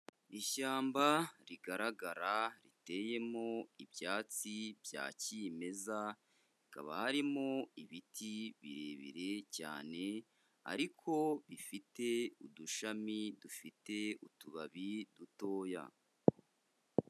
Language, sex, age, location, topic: Kinyarwanda, male, 25-35, Kigali, agriculture